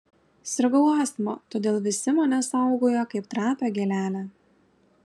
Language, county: Lithuanian, Alytus